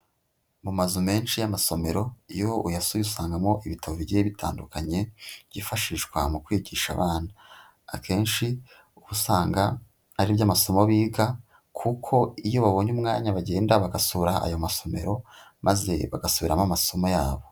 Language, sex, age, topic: Kinyarwanda, female, 25-35, education